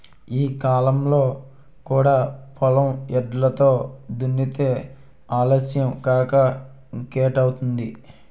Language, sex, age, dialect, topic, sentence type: Telugu, male, 18-24, Utterandhra, agriculture, statement